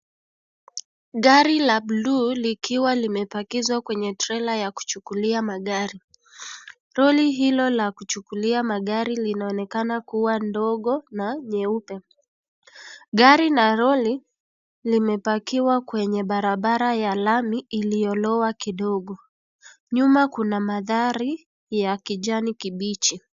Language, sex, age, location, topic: Swahili, male, 25-35, Kisii, finance